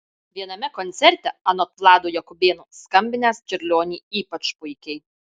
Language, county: Lithuanian, Marijampolė